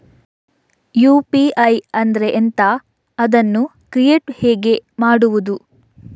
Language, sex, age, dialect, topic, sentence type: Kannada, female, 56-60, Coastal/Dakshin, banking, question